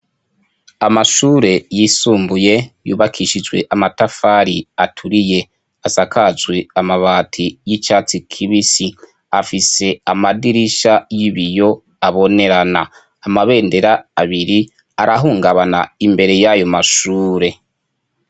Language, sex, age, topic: Rundi, male, 25-35, education